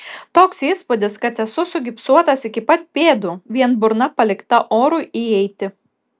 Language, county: Lithuanian, Kaunas